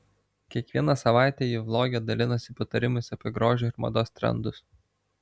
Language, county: Lithuanian, Vilnius